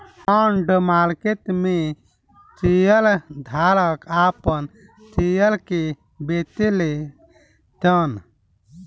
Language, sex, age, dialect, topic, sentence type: Bhojpuri, male, 18-24, Southern / Standard, banking, statement